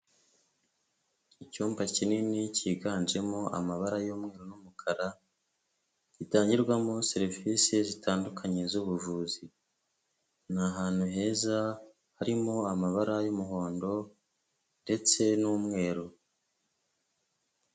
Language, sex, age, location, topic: Kinyarwanda, female, 25-35, Kigali, health